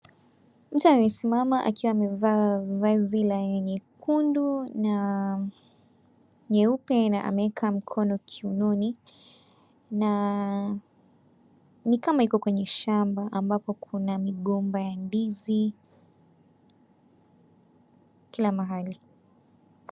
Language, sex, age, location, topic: Swahili, female, 18-24, Mombasa, agriculture